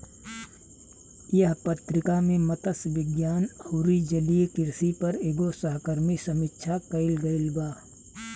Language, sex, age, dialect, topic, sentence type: Bhojpuri, male, 36-40, Southern / Standard, agriculture, statement